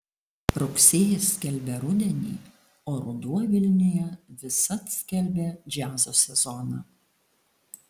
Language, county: Lithuanian, Alytus